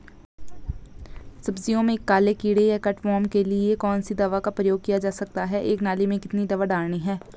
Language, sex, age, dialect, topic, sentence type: Hindi, female, 18-24, Garhwali, agriculture, question